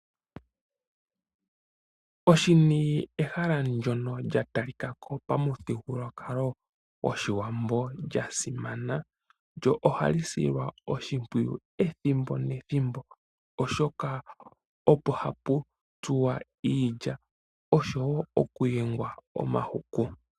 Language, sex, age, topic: Oshiwambo, male, 25-35, agriculture